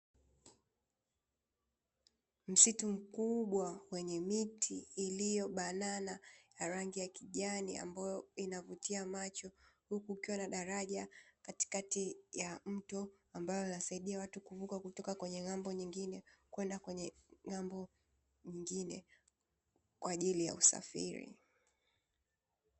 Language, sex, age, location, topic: Swahili, female, 18-24, Dar es Salaam, agriculture